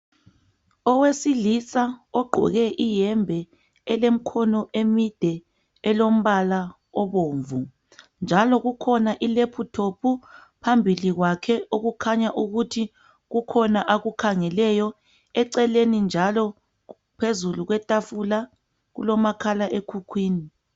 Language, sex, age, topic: North Ndebele, female, 25-35, health